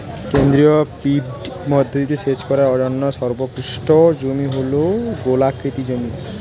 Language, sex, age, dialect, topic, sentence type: Bengali, male, 18-24, Standard Colloquial, agriculture, statement